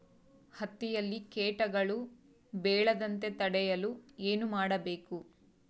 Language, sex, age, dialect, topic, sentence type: Kannada, female, 25-30, Central, agriculture, question